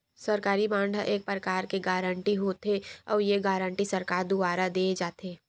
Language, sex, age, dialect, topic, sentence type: Chhattisgarhi, female, 60-100, Western/Budati/Khatahi, banking, statement